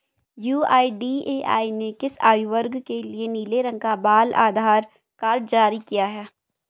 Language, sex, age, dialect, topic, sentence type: Hindi, female, 18-24, Hindustani Malvi Khadi Boli, banking, question